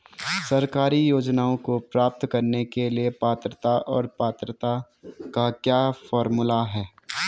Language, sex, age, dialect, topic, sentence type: Hindi, male, 18-24, Garhwali, banking, question